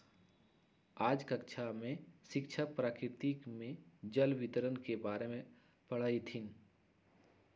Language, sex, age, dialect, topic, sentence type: Magahi, male, 56-60, Western, agriculture, statement